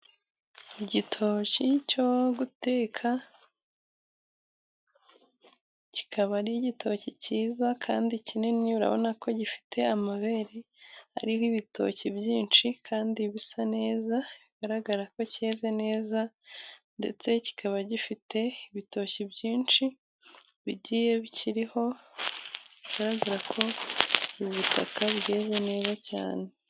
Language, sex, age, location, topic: Kinyarwanda, female, 18-24, Musanze, agriculture